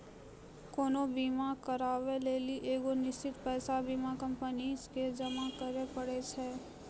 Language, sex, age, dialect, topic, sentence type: Maithili, female, 25-30, Angika, banking, statement